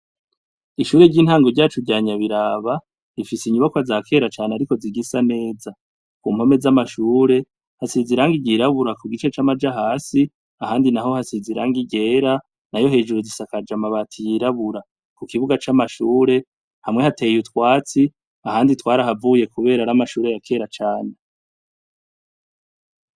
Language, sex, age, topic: Rundi, male, 36-49, education